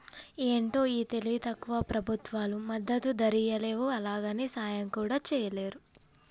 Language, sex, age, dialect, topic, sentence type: Telugu, female, 18-24, Telangana, agriculture, statement